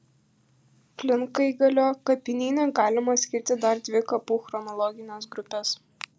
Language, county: Lithuanian, Kaunas